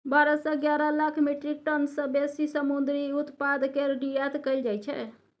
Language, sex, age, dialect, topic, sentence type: Maithili, female, 60-100, Bajjika, agriculture, statement